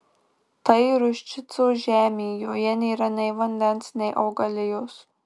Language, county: Lithuanian, Marijampolė